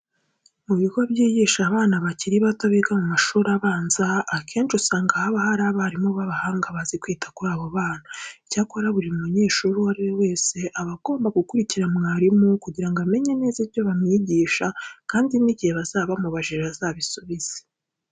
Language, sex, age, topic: Kinyarwanda, female, 18-24, education